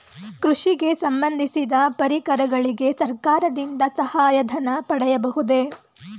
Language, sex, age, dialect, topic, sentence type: Kannada, female, 18-24, Mysore Kannada, agriculture, question